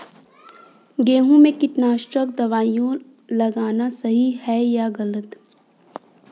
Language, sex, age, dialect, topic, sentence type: Hindi, female, 18-24, Kanauji Braj Bhasha, agriculture, question